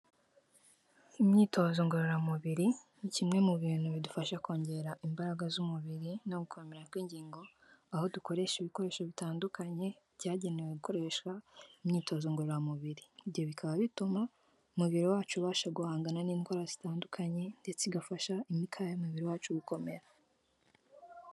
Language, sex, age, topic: Kinyarwanda, female, 18-24, health